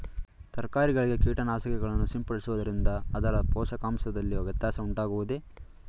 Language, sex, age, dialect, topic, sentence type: Kannada, male, 18-24, Mysore Kannada, agriculture, question